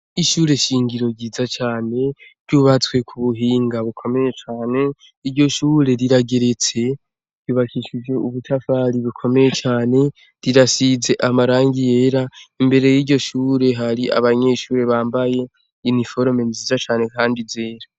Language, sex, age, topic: Rundi, male, 18-24, education